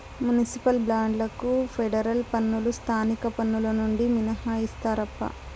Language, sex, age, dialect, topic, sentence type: Telugu, female, 18-24, Southern, banking, statement